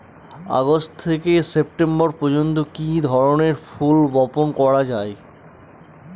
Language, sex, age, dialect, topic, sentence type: Bengali, male, 25-30, Northern/Varendri, agriculture, question